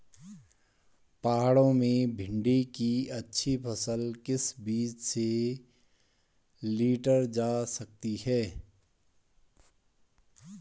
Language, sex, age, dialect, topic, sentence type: Hindi, male, 46-50, Garhwali, agriculture, question